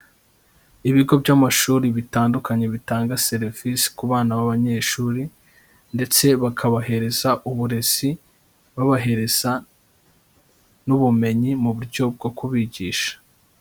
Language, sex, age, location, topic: Kinyarwanda, male, 25-35, Kigali, education